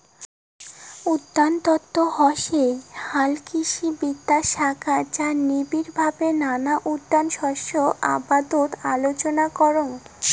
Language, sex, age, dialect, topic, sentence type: Bengali, female, <18, Rajbangshi, agriculture, statement